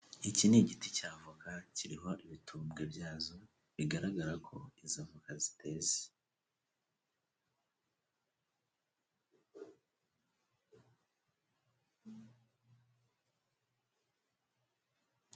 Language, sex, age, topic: Kinyarwanda, male, 18-24, agriculture